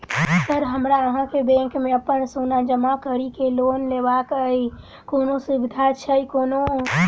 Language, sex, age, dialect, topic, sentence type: Maithili, female, 18-24, Southern/Standard, banking, question